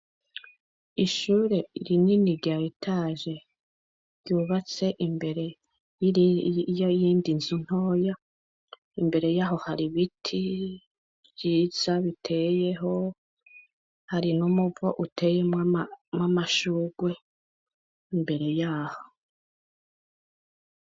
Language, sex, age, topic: Rundi, female, 25-35, education